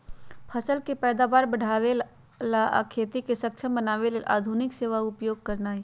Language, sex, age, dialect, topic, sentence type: Magahi, female, 31-35, Western, agriculture, statement